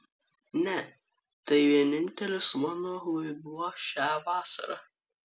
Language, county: Lithuanian, Kaunas